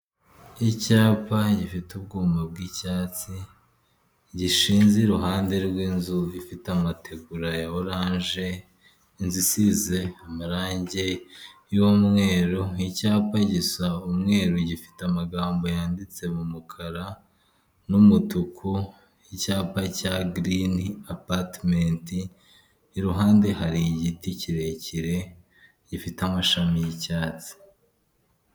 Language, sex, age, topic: Kinyarwanda, male, 25-35, government